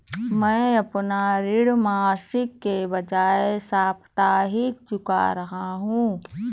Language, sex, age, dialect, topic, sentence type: Hindi, female, 18-24, Awadhi Bundeli, banking, statement